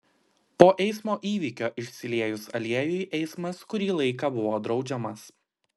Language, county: Lithuanian, Klaipėda